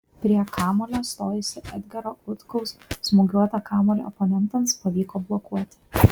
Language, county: Lithuanian, Kaunas